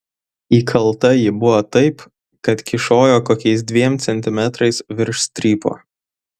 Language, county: Lithuanian, Vilnius